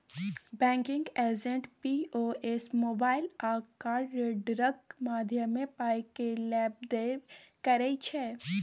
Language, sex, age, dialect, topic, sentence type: Maithili, female, 18-24, Bajjika, banking, statement